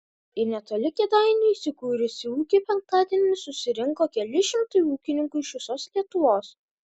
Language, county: Lithuanian, Kaunas